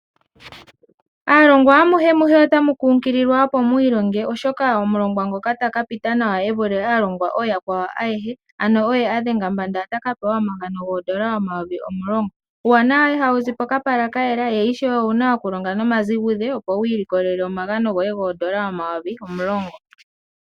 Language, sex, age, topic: Oshiwambo, female, 18-24, finance